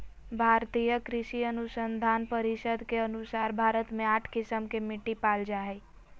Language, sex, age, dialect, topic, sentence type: Magahi, female, 18-24, Southern, agriculture, statement